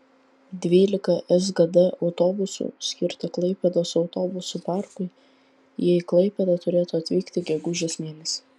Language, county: Lithuanian, Vilnius